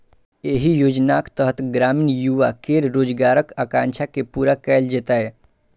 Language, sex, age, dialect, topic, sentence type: Maithili, male, 51-55, Eastern / Thethi, banking, statement